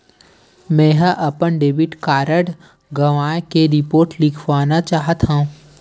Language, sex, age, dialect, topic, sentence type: Chhattisgarhi, male, 18-24, Western/Budati/Khatahi, banking, statement